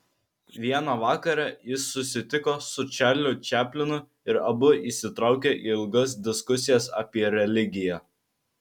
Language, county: Lithuanian, Vilnius